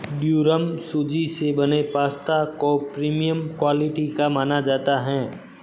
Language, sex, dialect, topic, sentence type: Hindi, male, Marwari Dhudhari, agriculture, statement